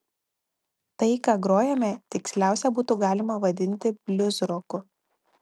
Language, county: Lithuanian, Telšiai